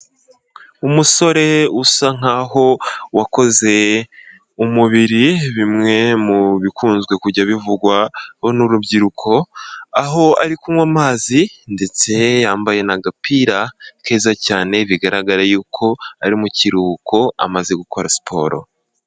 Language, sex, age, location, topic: Kinyarwanda, male, 18-24, Kigali, health